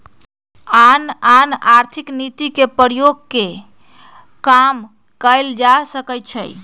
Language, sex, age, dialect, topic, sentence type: Magahi, female, 31-35, Western, banking, statement